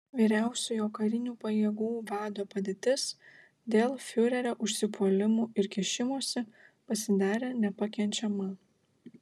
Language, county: Lithuanian, Klaipėda